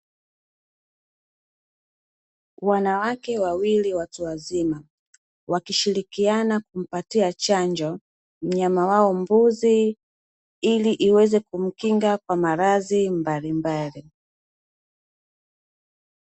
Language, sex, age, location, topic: Swahili, female, 25-35, Dar es Salaam, agriculture